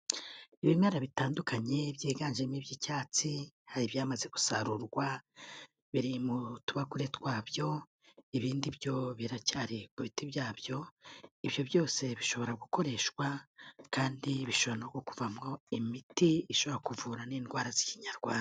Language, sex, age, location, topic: Kinyarwanda, female, 36-49, Kigali, health